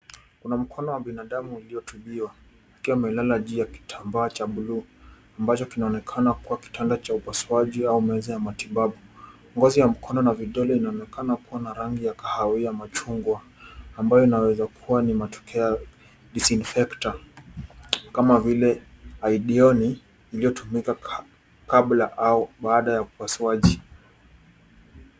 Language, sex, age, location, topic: Swahili, male, 18-24, Nairobi, health